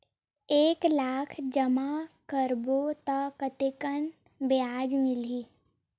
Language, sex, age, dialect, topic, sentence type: Chhattisgarhi, female, 18-24, Western/Budati/Khatahi, banking, question